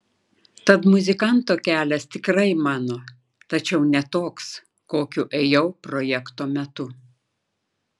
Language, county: Lithuanian, Klaipėda